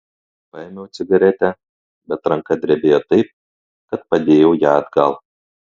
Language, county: Lithuanian, Klaipėda